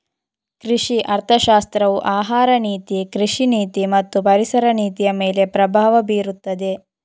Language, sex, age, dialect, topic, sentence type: Kannada, female, 25-30, Coastal/Dakshin, banking, statement